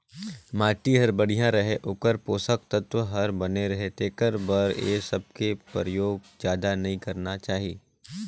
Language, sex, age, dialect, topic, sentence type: Chhattisgarhi, male, 18-24, Northern/Bhandar, agriculture, statement